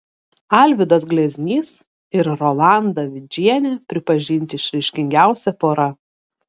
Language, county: Lithuanian, Šiauliai